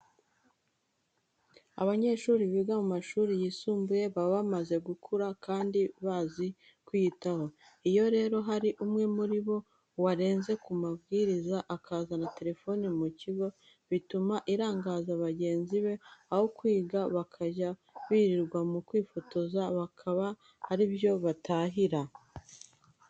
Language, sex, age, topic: Kinyarwanda, female, 25-35, education